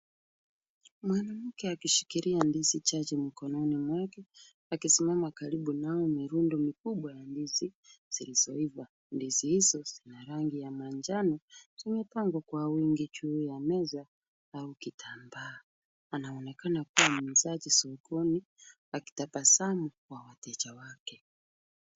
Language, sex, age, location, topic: Swahili, female, 36-49, Kisumu, agriculture